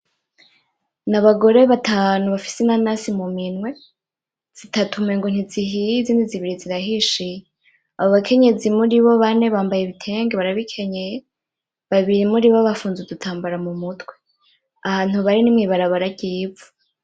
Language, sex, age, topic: Rundi, female, 18-24, agriculture